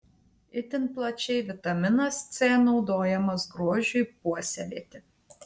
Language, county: Lithuanian, Tauragė